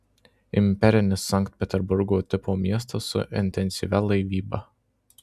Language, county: Lithuanian, Marijampolė